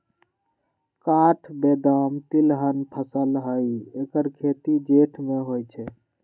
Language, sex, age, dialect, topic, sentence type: Magahi, male, 46-50, Western, agriculture, statement